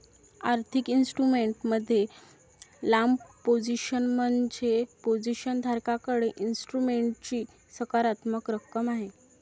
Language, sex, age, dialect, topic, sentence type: Marathi, female, 25-30, Varhadi, banking, statement